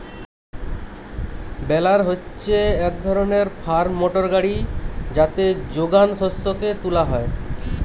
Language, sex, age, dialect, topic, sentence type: Bengali, male, 25-30, Western, agriculture, statement